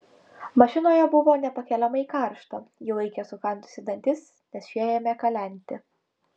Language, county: Lithuanian, Utena